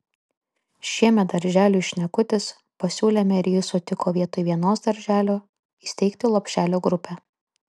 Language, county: Lithuanian, Kaunas